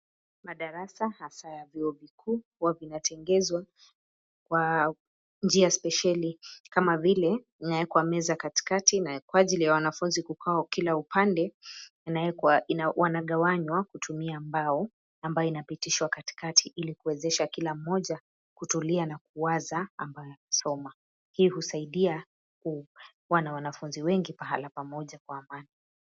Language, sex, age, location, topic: Swahili, female, 25-35, Nairobi, education